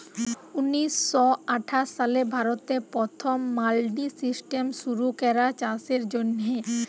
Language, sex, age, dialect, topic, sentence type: Bengali, female, 18-24, Jharkhandi, agriculture, statement